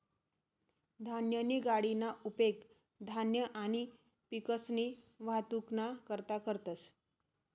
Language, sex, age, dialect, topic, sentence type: Marathi, female, 36-40, Northern Konkan, agriculture, statement